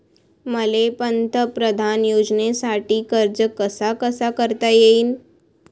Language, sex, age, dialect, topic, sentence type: Marathi, female, 25-30, Varhadi, banking, question